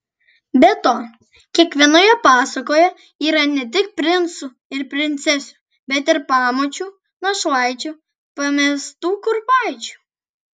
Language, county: Lithuanian, Kaunas